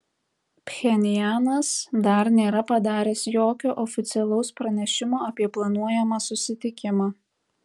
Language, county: Lithuanian, Tauragė